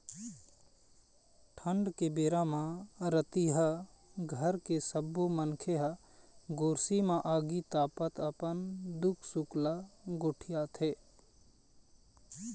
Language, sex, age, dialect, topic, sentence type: Chhattisgarhi, male, 31-35, Eastern, agriculture, statement